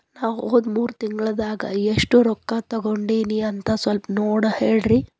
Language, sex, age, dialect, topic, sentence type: Kannada, female, 31-35, Dharwad Kannada, banking, question